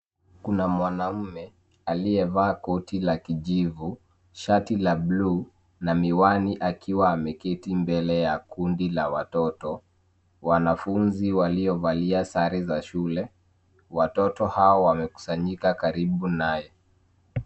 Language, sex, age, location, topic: Swahili, male, 18-24, Nairobi, education